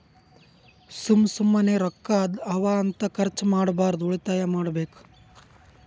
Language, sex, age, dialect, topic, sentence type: Kannada, male, 18-24, Northeastern, banking, statement